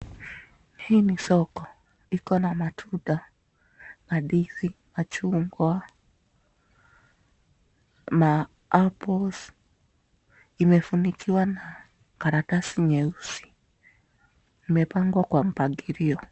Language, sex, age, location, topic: Swahili, female, 25-35, Nakuru, finance